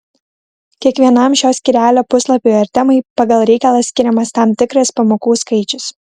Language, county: Lithuanian, Kaunas